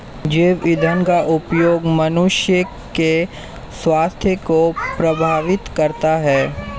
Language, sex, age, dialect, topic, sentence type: Hindi, male, 18-24, Hindustani Malvi Khadi Boli, agriculture, statement